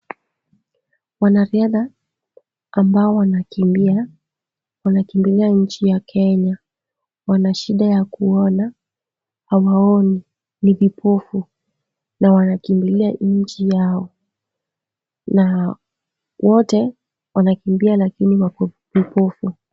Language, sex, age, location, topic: Swahili, female, 18-24, Kisumu, education